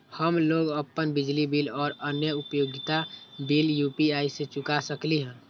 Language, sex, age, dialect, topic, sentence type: Magahi, male, 18-24, Western, banking, statement